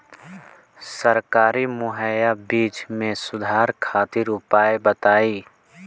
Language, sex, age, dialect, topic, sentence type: Bhojpuri, male, 18-24, Southern / Standard, agriculture, question